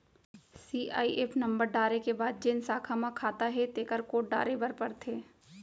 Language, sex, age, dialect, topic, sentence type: Chhattisgarhi, female, 25-30, Central, banking, statement